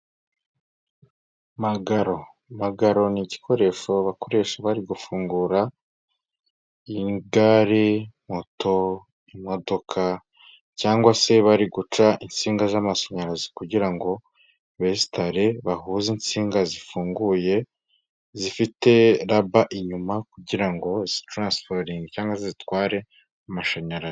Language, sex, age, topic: Kinyarwanda, male, 25-35, government